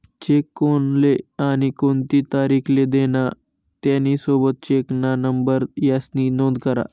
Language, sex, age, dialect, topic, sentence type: Marathi, male, 18-24, Northern Konkan, banking, statement